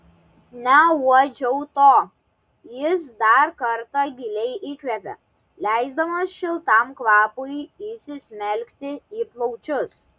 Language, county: Lithuanian, Klaipėda